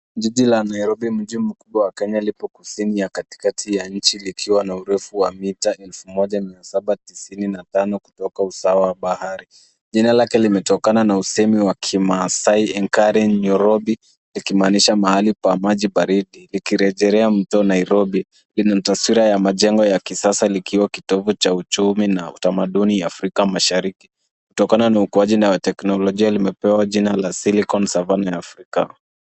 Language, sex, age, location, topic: Swahili, male, 25-35, Nairobi, government